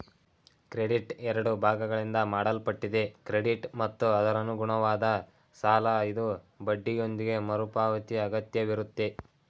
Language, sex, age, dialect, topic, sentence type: Kannada, male, 18-24, Mysore Kannada, banking, statement